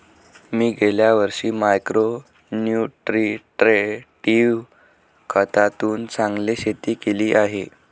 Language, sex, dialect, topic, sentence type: Marathi, male, Varhadi, agriculture, statement